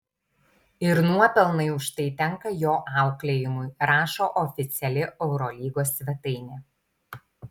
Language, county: Lithuanian, Tauragė